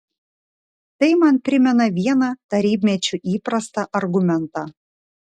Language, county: Lithuanian, Šiauliai